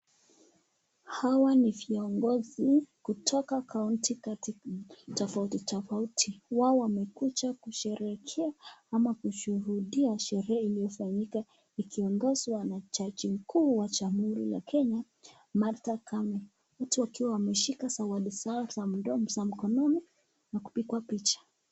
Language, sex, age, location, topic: Swahili, male, 25-35, Nakuru, government